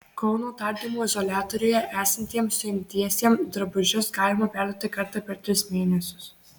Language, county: Lithuanian, Marijampolė